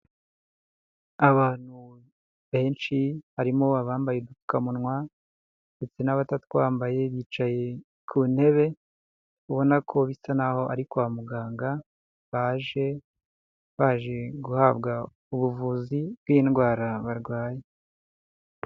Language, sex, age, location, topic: Kinyarwanda, male, 50+, Huye, health